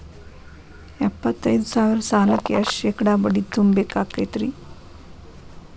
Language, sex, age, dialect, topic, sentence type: Kannada, female, 36-40, Dharwad Kannada, banking, question